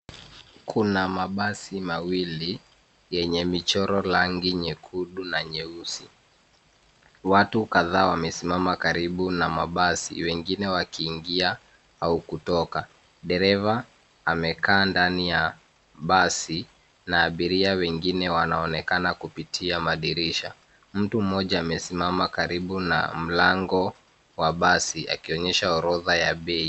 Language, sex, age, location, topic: Swahili, male, 25-35, Nairobi, government